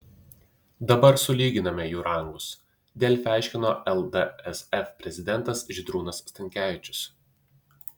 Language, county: Lithuanian, Utena